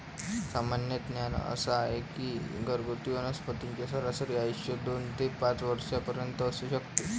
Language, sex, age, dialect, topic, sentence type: Marathi, male, 18-24, Varhadi, agriculture, statement